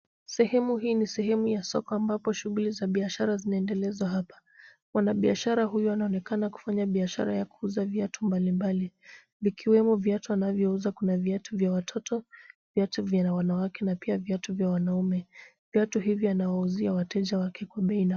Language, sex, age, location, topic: Swahili, female, 25-35, Kisumu, finance